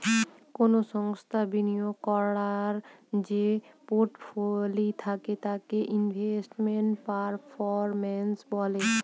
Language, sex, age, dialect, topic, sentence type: Bengali, female, 25-30, Northern/Varendri, banking, statement